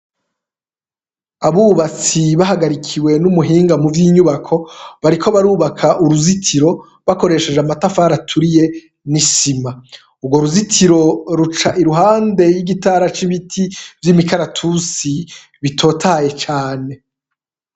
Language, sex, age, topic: Rundi, male, 36-49, education